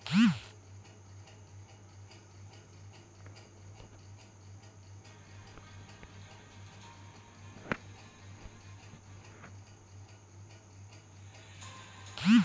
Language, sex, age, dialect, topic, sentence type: Bengali, female, 31-35, Northern/Varendri, banking, statement